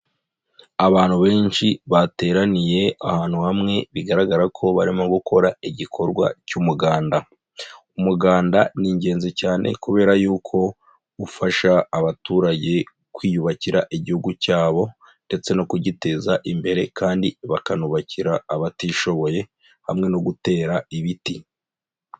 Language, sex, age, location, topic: Kinyarwanda, male, 25-35, Nyagatare, agriculture